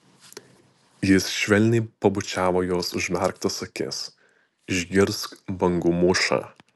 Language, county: Lithuanian, Utena